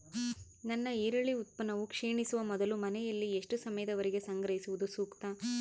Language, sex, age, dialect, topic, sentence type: Kannada, female, 31-35, Central, agriculture, question